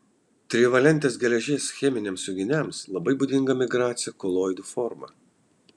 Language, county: Lithuanian, Kaunas